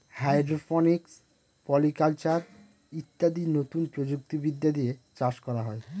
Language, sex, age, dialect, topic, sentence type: Bengali, male, 31-35, Northern/Varendri, agriculture, statement